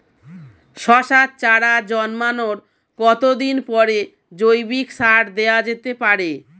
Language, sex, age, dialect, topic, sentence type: Bengali, female, 36-40, Standard Colloquial, agriculture, question